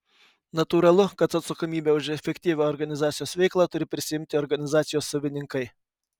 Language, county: Lithuanian, Kaunas